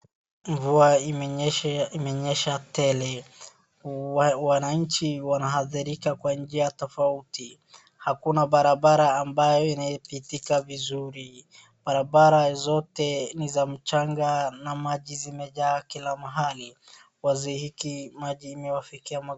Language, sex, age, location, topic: Swahili, female, 36-49, Wajir, health